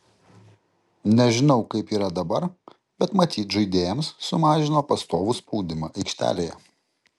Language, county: Lithuanian, Kaunas